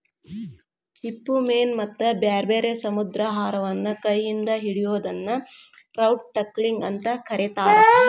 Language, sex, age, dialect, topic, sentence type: Kannada, female, 25-30, Dharwad Kannada, agriculture, statement